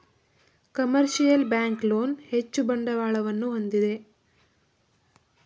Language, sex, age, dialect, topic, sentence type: Kannada, female, 18-24, Mysore Kannada, banking, statement